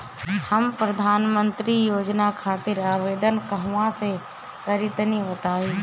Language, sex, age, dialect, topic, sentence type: Bhojpuri, female, 25-30, Northern, banking, question